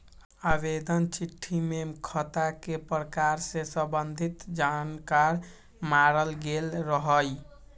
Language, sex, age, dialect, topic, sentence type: Magahi, male, 56-60, Western, banking, statement